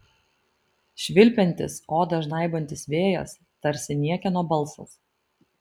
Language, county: Lithuanian, Vilnius